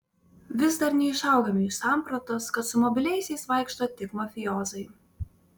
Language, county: Lithuanian, Vilnius